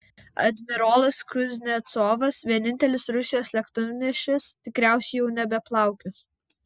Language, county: Lithuanian, Vilnius